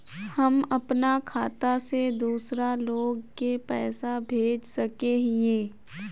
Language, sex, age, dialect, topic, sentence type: Magahi, female, 25-30, Northeastern/Surjapuri, banking, question